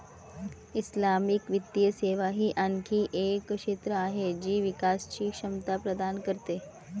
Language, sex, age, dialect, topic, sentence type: Marathi, female, 36-40, Varhadi, banking, statement